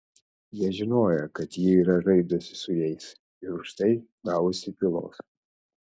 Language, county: Lithuanian, Kaunas